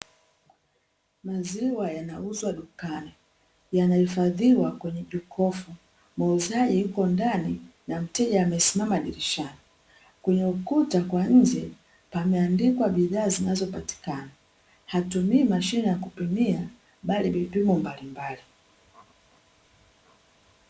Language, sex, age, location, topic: Swahili, female, 25-35, Dar es Salaam, finance